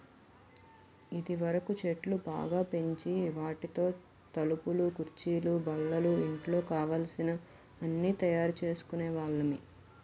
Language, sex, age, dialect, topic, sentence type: Telugu, female, 18-24, Utterandhra, agriculture, statement